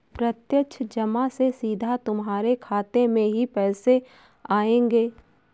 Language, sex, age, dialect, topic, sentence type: Hindi, female, 18-24, Awadhi Bundeli, banking, statement